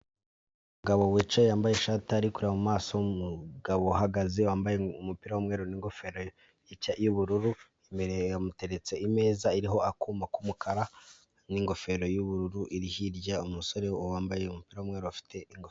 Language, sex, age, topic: Kinyarwanda, male, 18-24, government